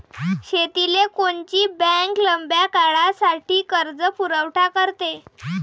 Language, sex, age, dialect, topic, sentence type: Marathi, female, 18-24, Varhadi, agriculture, question